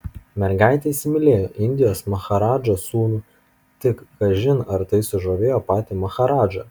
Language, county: Lithuanian, Kaunas